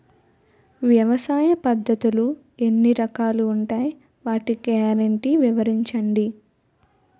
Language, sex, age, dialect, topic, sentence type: Telugu, female, 18-24, Utterandhra, agriculture, question